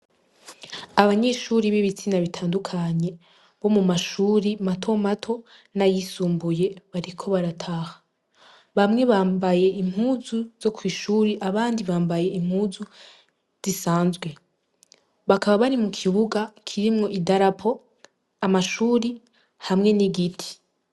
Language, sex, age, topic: Rundi, female, 18-24, education